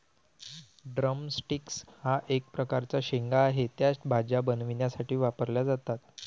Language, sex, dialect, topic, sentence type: Marathi, male, Varhadi, agriculture, statement